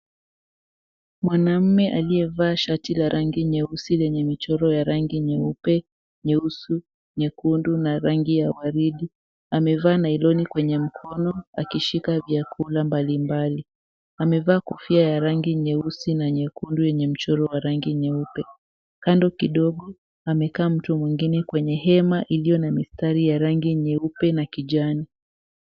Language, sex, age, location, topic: Swahili, female, 18-24, Mombasa, agriculture